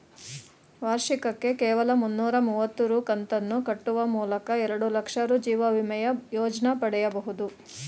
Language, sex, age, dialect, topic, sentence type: Kannada, female, 36-40, Mysore Kannada, banking, statement